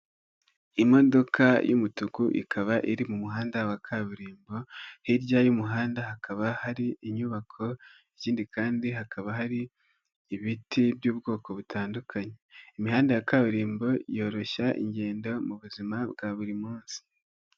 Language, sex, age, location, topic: Kinyarwanda, female, 18-24, Nyagatare, government